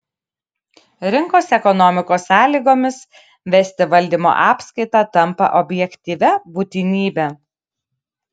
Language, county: Lithuanian, Kaunas